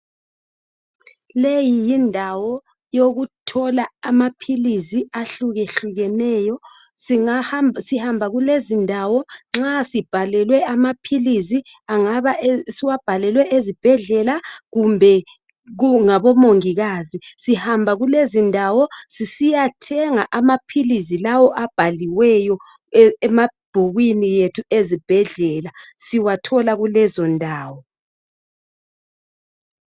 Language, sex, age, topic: North Ndebele, female, 36-49, health